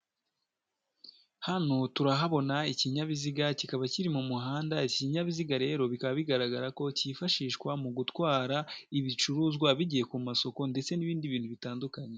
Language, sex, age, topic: Kinyarwanda, female, 18-24, government